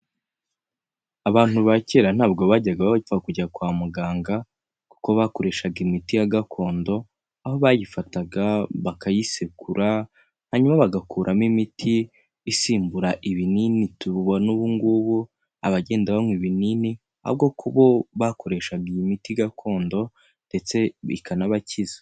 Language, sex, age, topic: Kinyarwanda, male, 25-35, health